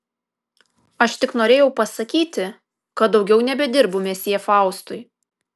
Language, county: Lithuanian, Kaunas